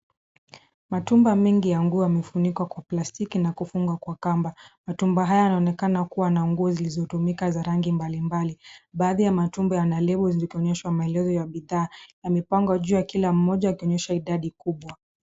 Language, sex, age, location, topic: Swahili, female, 25-35, Nairobi, finance